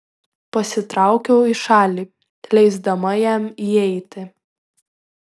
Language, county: Lithuanian, Šiauliai